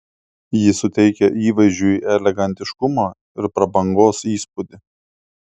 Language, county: Lithuanian, Klaipėda